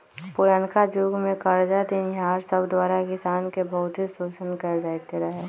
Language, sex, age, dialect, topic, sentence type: Magahi, female, 18-24, Western, agriculture, statement